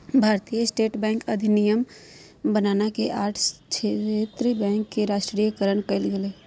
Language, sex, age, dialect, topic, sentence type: Magahi, female, 31-35, Southern, banking, statement